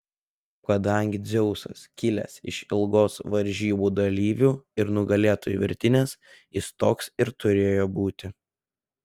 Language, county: Lithuanian, Telšiai